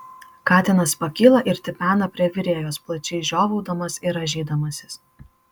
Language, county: Lithuanian, Marijampolė